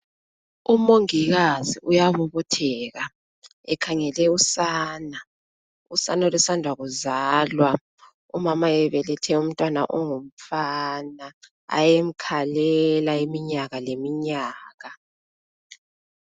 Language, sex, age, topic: North Ndebele, female, 25-35, health